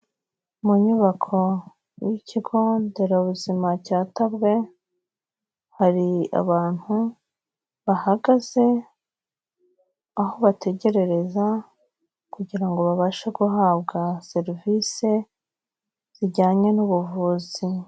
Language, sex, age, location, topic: Kinyarwanda, female, 36-49, Kigali, health